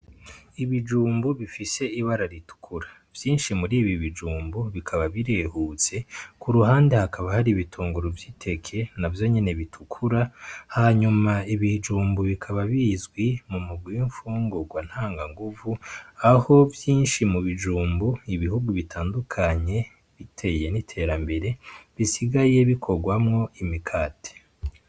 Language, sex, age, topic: Rundi, male, 25-35, agriculture